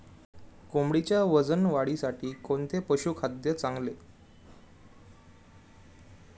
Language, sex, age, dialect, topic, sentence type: Marathi, male, 18-24, Standard Marathi, agriculture, question